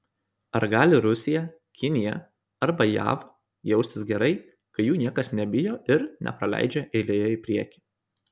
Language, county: Lithuanian, Kaunas